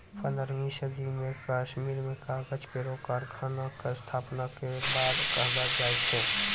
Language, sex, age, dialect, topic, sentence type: Maithili, female, 18-24, Angika, agriculture, statement